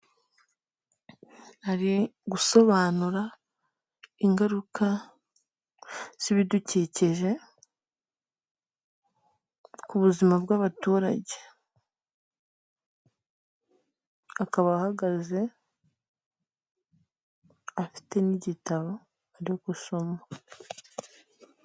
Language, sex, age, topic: Kinyarwanda, female, 25-35, health